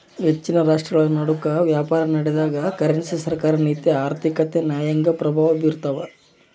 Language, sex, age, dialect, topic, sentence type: Kannada, male, 18-24, Central, banking, statement